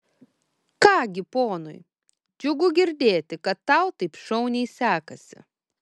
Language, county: Lithuanian, Kaunas